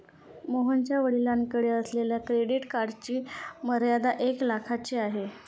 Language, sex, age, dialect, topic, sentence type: Marathi, female, 31-35, Standard Marathi, banking, statement